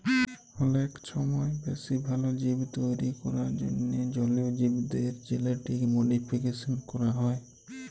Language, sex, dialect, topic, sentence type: Bengali, male, Jharkhandi, agriculture, statement